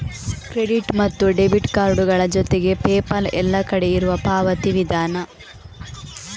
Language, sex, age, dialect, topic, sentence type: Kannada, female, 18-24, Coastal/Dakshin, banking, statement